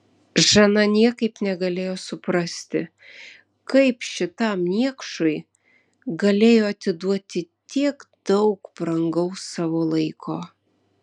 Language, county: Lithuanian, Vilnius